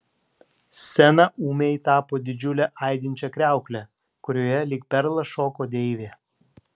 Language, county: Lithuanian, Klaipėda